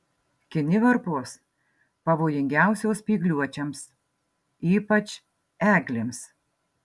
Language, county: Lithuanian, Marijampolė